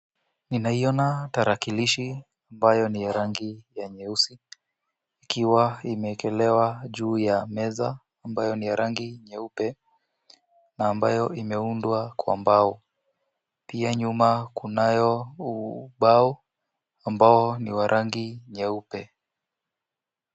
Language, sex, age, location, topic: Swahili, male, 18-24, Kisumu, education